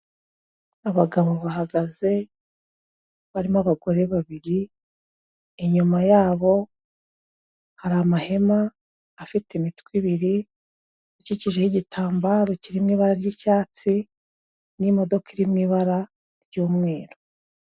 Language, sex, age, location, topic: Kinyarwanda, female, 36-49, Kigali, health